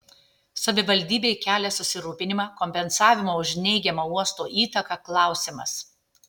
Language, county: Lithuanian, Tauragė